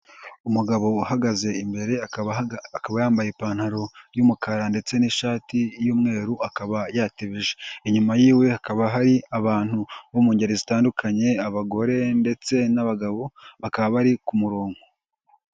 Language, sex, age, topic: Kinyarwanda, male, 18-24, health